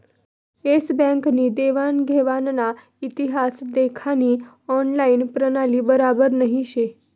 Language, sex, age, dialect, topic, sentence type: Marathi, female, 25-30, Northern Konkan, banking, statement